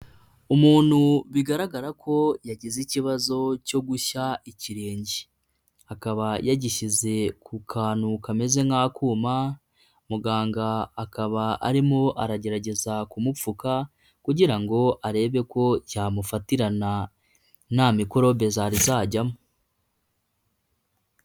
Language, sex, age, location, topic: Kinyarwanda, female, 25-35, Nyagatare, health